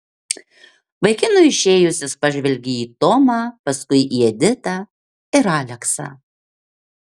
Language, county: Lithuanian, Marijampolė